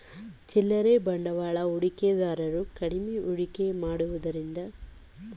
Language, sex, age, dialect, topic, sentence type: Kannada, female, 18-24, Mysore Kannada, banking, statement